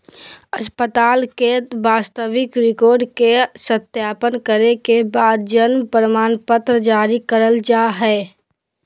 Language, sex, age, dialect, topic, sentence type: Magahi, female, 18-24, Southern, banking, statement